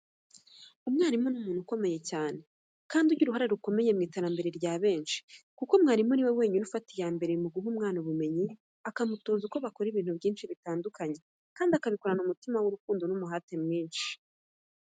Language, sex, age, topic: Kinyarwanda, female, 25-35, education